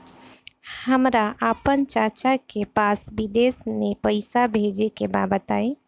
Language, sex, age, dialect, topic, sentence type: Bhojpuri, female, 25-30, Northern, banking, question